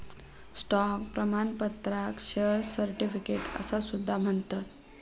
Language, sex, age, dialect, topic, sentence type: Marathi, female, 18-24, Southern Konkan, banking, statement